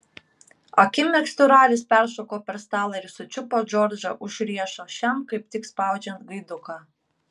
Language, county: Lithuanian, Kaunas